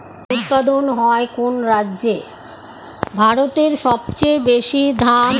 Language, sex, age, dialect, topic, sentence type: Bengali, female, 51-55, Standard Colloquial, agriculture, question